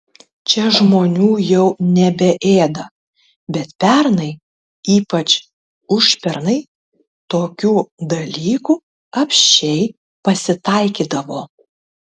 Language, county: Lithuanian, Tauragė